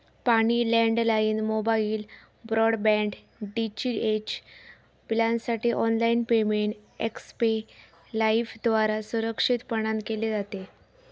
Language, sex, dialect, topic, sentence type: Marathi, female, Southern Konkan, banking, statement